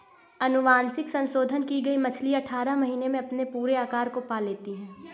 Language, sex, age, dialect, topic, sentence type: Hindi, female, 25-30, Awadhi Bundeli, agriculture, statement